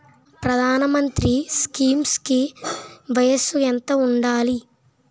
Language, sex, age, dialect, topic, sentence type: Telugu, male, 25-30, Utterandhra, banking, question